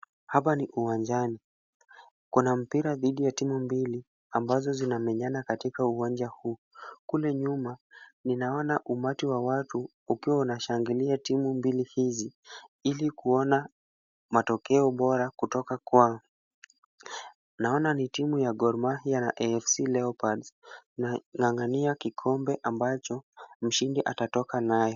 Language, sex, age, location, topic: Swahili, male, 18-24, Kisumu, government